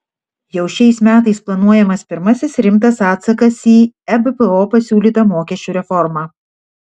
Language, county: Lithuanian, Šiauliai